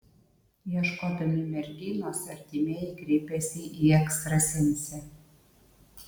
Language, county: Lithuanian, Utena